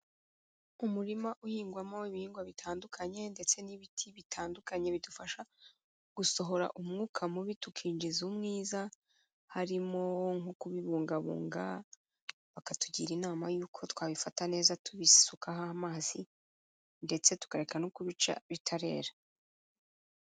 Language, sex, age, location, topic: Kinyarwanda, female, 36-49, Kigali, agriculture